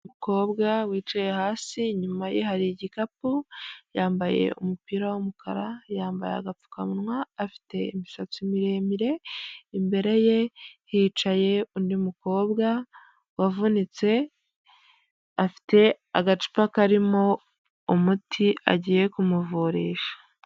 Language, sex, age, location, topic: Kinyarwanda, female, 25-35, Huye, health